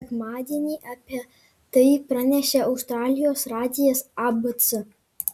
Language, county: Lithuanian, Kaunas